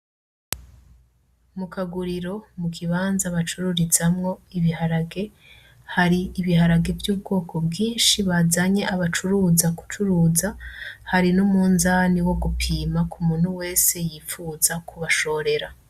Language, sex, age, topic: Rundi, female, 25-35, agriculture